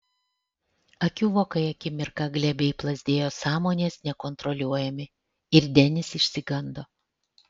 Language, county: Lithuanian, Alytus